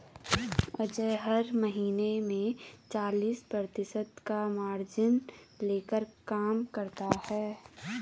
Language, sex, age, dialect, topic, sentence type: Hindi, female, 25-30, Garhwali, banking, statement